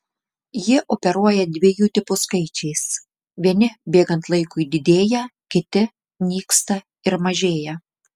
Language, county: Lithuanian, Klaipėda